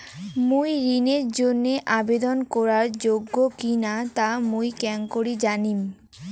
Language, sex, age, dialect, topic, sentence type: Bengali, female, 18-24, Rajbangshi, banking, statement